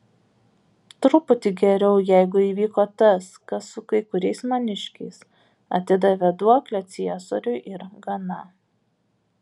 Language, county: Lithuanian, Vilnius